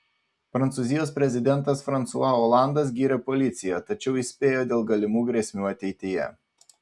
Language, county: Lithuanian, Panevėžys